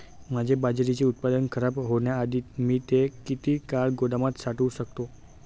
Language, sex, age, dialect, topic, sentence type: Marathi, male, 18-24, Standard Marathi, agriculture, question